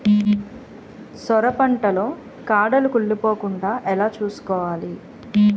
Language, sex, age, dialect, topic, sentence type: Telugu, female, 25-30, Utterandhra, agriculture, question